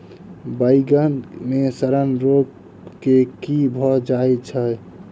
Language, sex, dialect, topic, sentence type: Maithili, male, Southern/Standard, agriculture, question